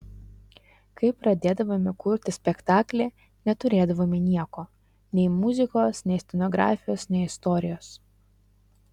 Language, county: Lithuanian, Utena